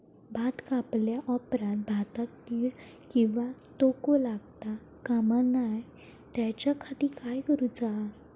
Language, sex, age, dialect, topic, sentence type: Marathi, female, 18-24, Southern Konkan, agriculture, question